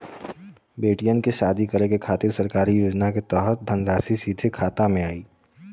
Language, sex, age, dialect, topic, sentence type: Bhojpuri, male, 18-24, Western, banking, question